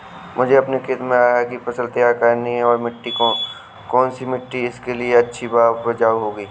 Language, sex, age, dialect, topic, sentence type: Hindi, male, 18-24, Awadhi Bundeli, agriculture, question